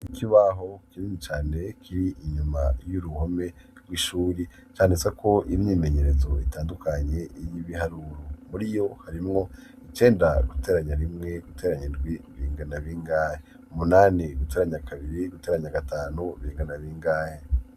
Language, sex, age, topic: Rundi, male, 25-35, education